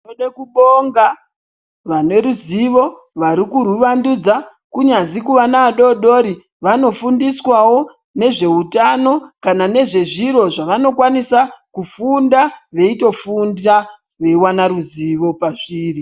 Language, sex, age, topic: Ndau, female, 50+, health